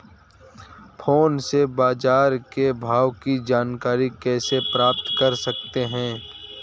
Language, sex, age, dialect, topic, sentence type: Hindi, male, 18-24, Awadhi Bundeli, agriculture, question